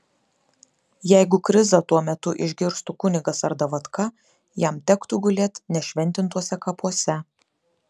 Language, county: Lithuanian, Klaipėda